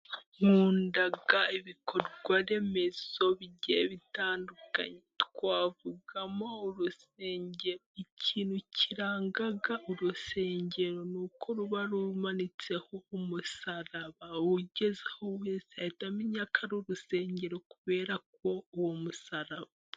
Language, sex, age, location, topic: Kinyarwanda, female, 18-24, Musanze, government